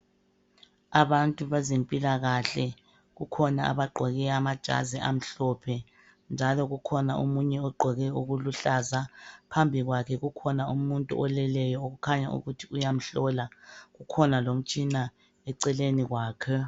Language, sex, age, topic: North Ndebele, female, 25-35, health